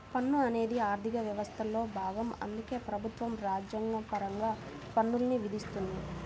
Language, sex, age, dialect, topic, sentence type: Telugu, female, 18-24, Central/Coastal, banking, statement